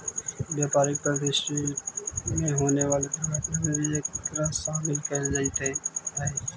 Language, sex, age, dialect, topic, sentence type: Magahi, male, 18-24, Central/Standard, banking, statement